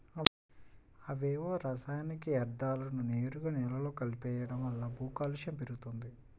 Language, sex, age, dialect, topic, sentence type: Telugu, male, 18-24, Central/Coastal, agriculture, statement